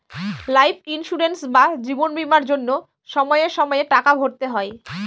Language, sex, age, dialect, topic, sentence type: Bengali, female, 18-24, Northern/Varendri, banking, statement